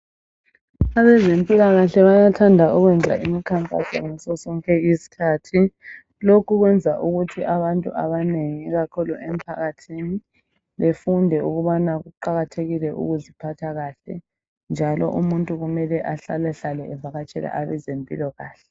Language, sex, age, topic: North Ndebele, male, 25-35, health